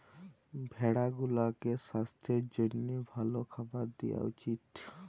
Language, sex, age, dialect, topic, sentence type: Bengali, male, 18-24, Jharkhandi, agriculture, statement